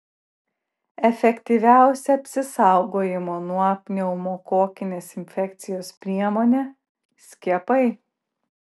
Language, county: Lithuanian, Klaipėda